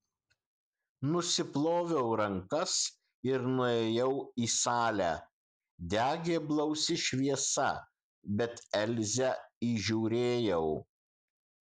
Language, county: Lithuanian, Kaunas